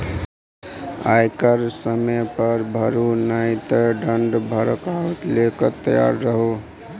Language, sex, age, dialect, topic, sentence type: Maithili, male, 25-30, Bajjika, banking, statement